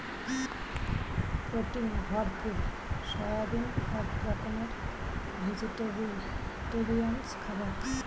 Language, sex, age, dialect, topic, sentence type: Bengali, female, 41-45, Standard Colloquial, agriculture, statement